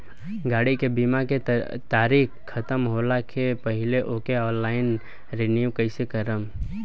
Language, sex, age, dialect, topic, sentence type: Bhojpuri, male, 18-24, Southern / Standard, banking, question